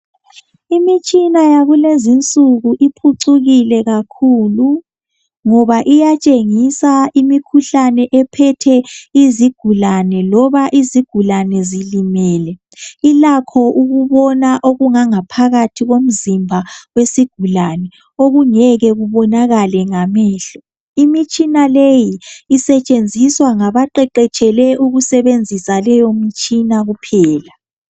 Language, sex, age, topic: North Ndebele, female, 50+, health